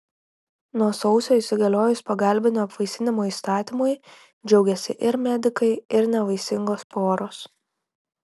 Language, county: Lithuanian, Klaipėda